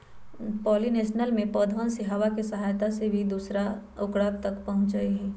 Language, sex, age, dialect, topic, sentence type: Magahi, female, 31-35, Western, agriculture, statement